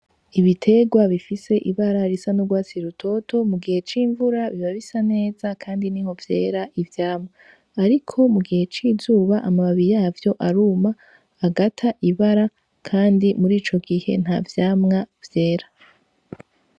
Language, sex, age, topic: Rundi, female, 18-24, agriculture